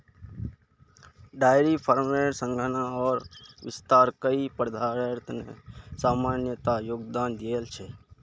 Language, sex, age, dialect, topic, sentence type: Magahi, male, 51-55, Northeastern/Surjapuri, agriculture, statement